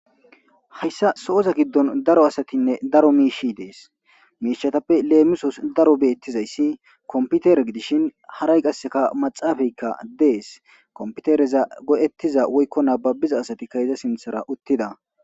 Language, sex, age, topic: Gamo, male, 25-35, government